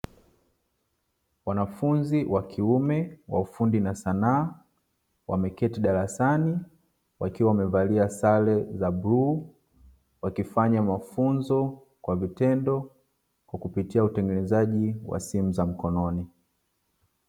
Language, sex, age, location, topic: Swahili, male, 25-35, Dar es Salaam, education